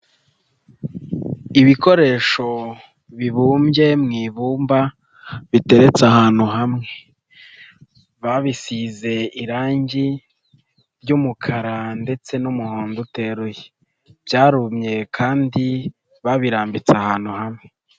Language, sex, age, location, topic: Kinyarwanda, male, 25-35, Nyagatare, education